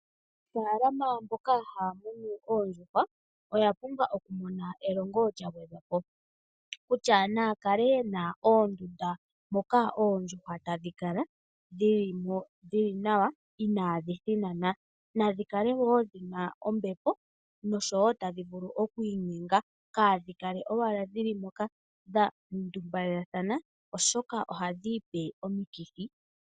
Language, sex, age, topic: Oshiwambo, male, 25-35, agriculture